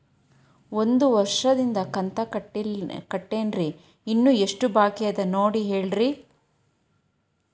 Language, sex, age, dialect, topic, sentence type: Kannada, female, 31-35, Dharwad Kannada, banking, question